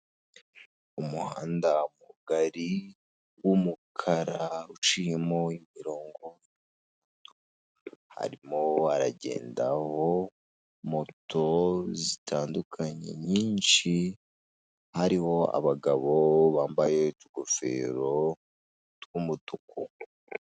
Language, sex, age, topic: Kinyarwanda, male, 18-24, government